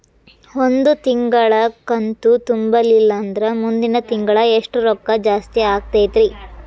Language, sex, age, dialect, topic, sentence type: Kannada, female, 25-30, Dharwad Kannada, banking, question